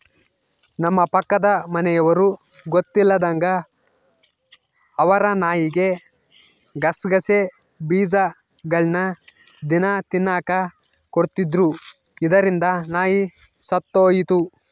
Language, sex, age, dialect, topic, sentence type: Kannada, male, 18-24, Central, agriculture, statement